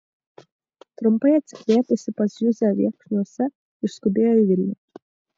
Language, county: Lithuanian, Vilnius